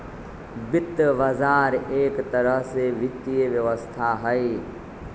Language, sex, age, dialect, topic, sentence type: Magahi, male, 41-45, Western, banking, statement